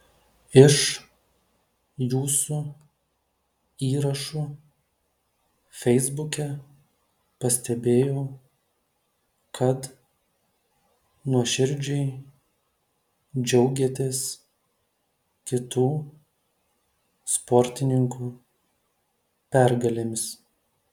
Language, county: Lithuanian, Telšiai